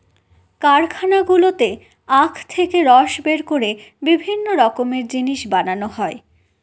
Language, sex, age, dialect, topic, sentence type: Bengali, female, 18-24, Northern/Varendri, agriculture, statement